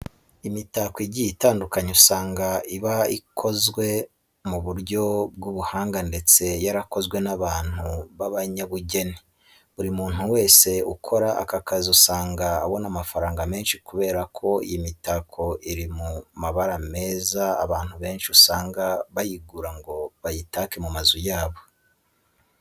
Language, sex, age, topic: Kinyarwanda, male, 25-35, education